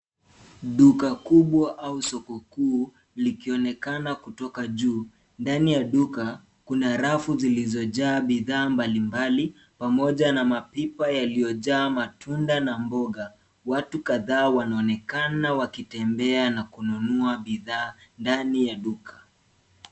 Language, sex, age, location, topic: Swahili, male, 18-24, Nairobi, finance